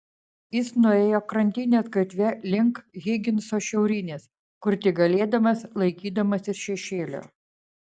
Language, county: Lithuanian, Vilnius